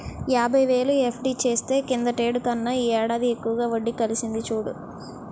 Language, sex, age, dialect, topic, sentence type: Telugu, female, 18-24, Utterandhra, banking, statement